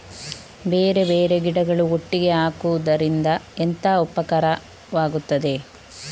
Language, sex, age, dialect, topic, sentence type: Kannada, female, 18-24, Coastal/Dakshin, agriculture, question